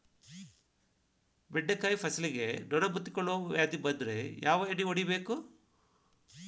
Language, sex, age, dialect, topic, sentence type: Kannada, male, 51-55, Dharwad Kannada, agriculture, question